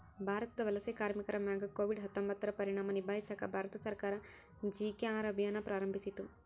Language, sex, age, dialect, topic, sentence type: Kannada, female, 18-24, Central, banking, statement